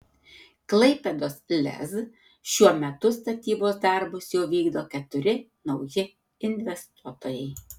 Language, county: Lithuanian, Tauragė